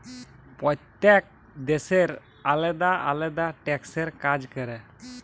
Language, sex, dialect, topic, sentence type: Bengali, male, Jharkhandi, banking, statement